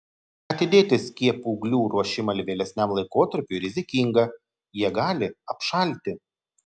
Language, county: Lithuanian, Telšiai